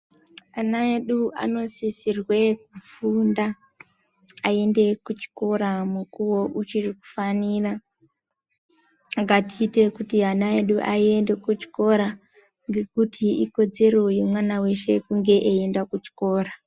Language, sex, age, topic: Ndau, female, 18-24, education